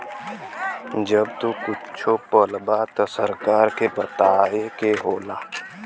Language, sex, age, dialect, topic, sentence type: Bhojpuri, male, 18-24, Western, agriculture, statement